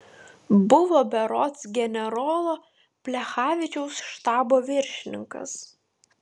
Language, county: Lithuanian, Vilnius